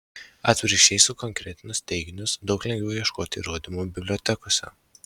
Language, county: Lithuanian, Šiauliai